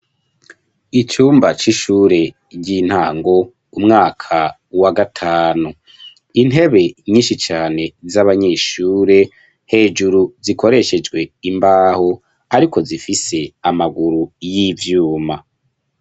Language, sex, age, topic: Rundi, male, 25-35, education